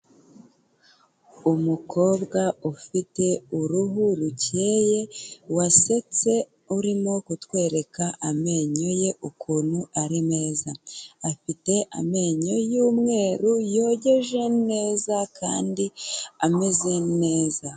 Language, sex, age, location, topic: Kinyarwanda, female, 18-24, Kigali, health